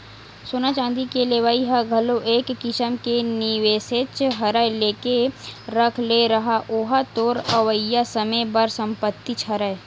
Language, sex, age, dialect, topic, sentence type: Chhattisgarhi, female, 18-24, Western/Budati/Khatahi, banking, statement